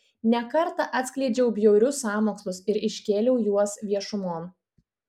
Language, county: Lithuanian, Klaipėda